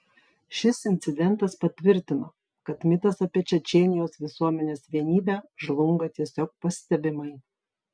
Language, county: Lithuanian, Vilnius